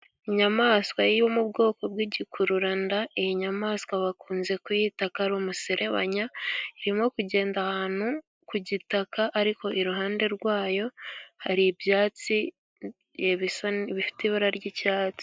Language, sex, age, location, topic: Kinyarwanda, female, 18-24, Gakenke, agriculture